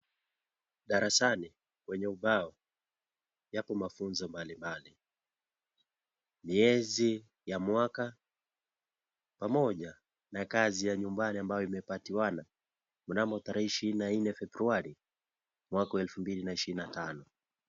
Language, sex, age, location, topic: Swahili, male, 18-24, Kisii, education